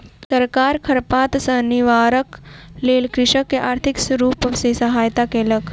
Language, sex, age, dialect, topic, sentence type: Maithili, female, 18-24, Southern/Standard, agriculture, statement